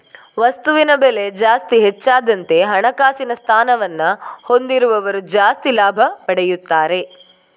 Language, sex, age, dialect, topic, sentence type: Kannada, female, 18-24, Coastal/Dakshin, banking, statement